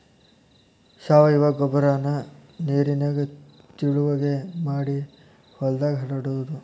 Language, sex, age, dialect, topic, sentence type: Kannada, male, 18-24, Dharwad Kannada, agriculture, statement